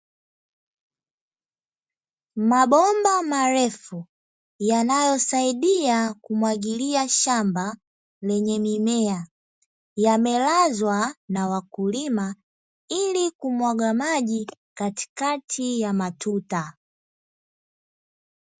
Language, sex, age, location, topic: Swahili, female, 18-24, Dar es Salaam, agriculture